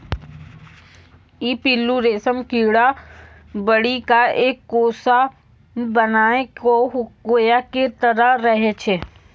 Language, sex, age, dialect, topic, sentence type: Maithili, female, 18-24, Angika, agriculture, statement